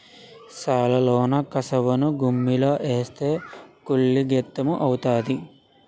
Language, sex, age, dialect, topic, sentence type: Telugu, male, 56-60, Utterandhra, agriculture, statement